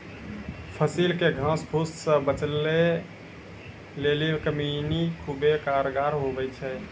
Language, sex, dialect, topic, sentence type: Maithili, male, Angika, agriculture, statement